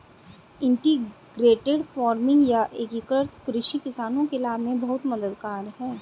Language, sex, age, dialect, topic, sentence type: Hindi, female, 36-40, Hindustani Malvi Khadi Boli, agriculture, statement